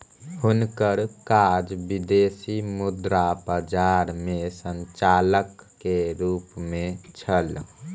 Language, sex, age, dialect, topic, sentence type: Maithili, male, 18-24, Southern/Standard, banking, statement